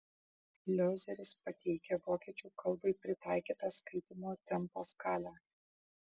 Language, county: Lithuanian, Vilnius